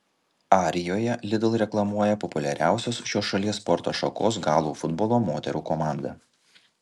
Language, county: Lithuanian, Kaunas